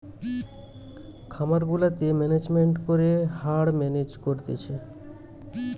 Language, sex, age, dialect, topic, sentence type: Bengali, male, 25-30, Western, agriculture, statement